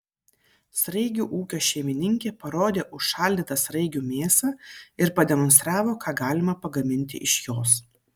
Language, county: Lithuanian, Vilnius